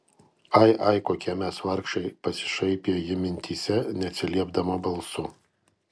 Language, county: Lithuanian, Kaunas